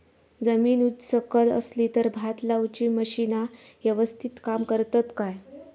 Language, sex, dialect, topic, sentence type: Marathi, female, Southern Konkan, agriculture, question